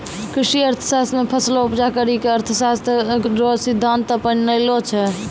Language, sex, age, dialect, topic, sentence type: Maithili, female, 18-24, Angika, agriculture, statement